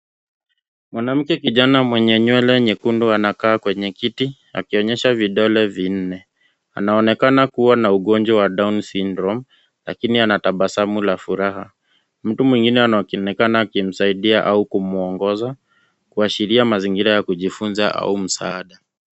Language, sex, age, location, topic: Swahili, male, 25-35, Nairobi, education